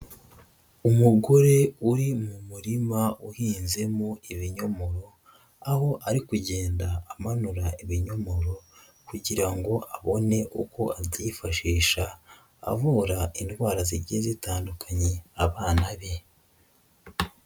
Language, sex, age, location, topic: Kinyarwanda, female, 25-35, Nyagatare, agriculture